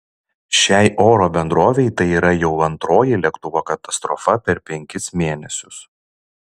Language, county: Lithuanian, Šiauliai